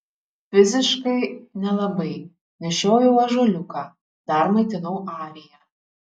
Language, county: Lithuanian, Šiauliai